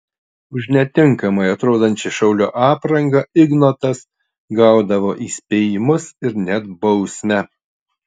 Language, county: Lithuanian, Utena